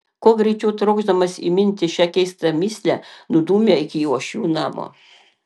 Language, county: Lithuanian, Panevėžys